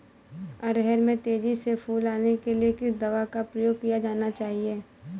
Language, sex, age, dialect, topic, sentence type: Hindi, female, 18-24, Awadhi Bundeli, agriculture, question